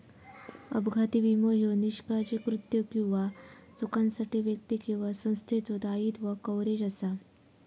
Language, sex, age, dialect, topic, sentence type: Marathi, female, 25-30, Southern Konkan, banking, statement